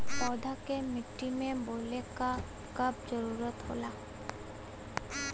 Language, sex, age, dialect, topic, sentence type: Bhojpuri, female, 18-24, Western, agriculture, statement